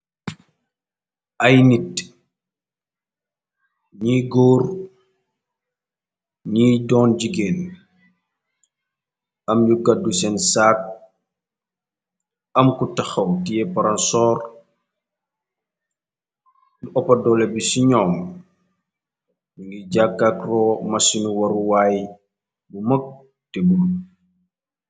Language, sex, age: Wolof, male, 25-35